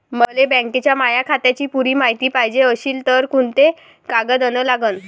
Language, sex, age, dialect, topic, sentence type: Marathi, female, 18-24, Varhadi, banking, question